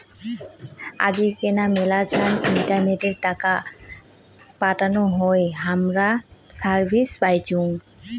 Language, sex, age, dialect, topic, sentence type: Bengali, female, 18-24, Rajbangshi, banking, statement